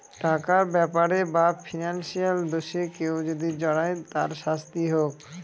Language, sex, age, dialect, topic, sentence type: Bengali, male, 25-30, Northern/Varendri, banking, statement